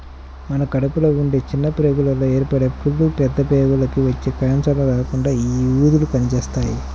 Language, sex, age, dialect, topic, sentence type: Telugu, male, 31-35, Central/Coastal, agriculture, statement